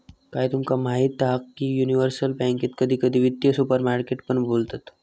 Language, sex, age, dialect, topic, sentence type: Marathi, male, 18-24, Southern Konkan, banking, statement